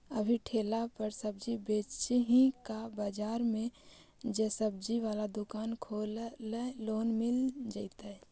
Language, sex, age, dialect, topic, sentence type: Magahi, female, 25-30, Central/Standard, banking, question